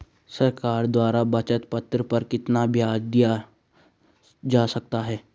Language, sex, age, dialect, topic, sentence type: Hindi, male, 18-24, Garhwali, banking, question